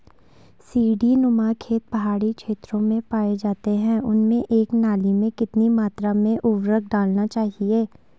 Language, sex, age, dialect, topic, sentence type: Hindi, female, 18-24, Garhwali, agriculture, question